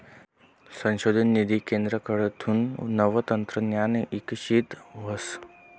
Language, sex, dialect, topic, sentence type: Marathi, male, Northern Konkan, banking, statement